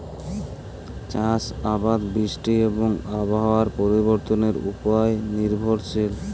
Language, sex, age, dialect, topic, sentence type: Bengali, male, 46-50, Jharkhandi, agriculture, statement